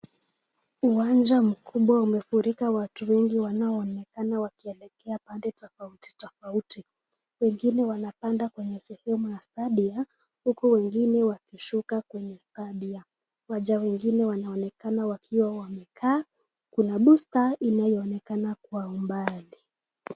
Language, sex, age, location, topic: Swahili, female, 18-24, Nakuru, government